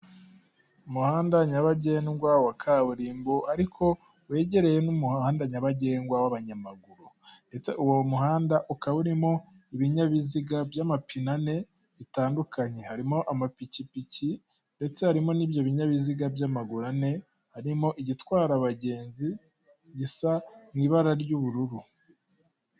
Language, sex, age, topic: Kinyarwanda, male, 18-24, government